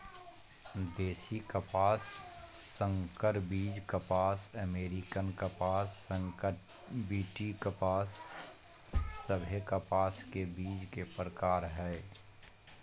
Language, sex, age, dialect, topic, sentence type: Magahi, male, 25-30, Southern, agriculture, statement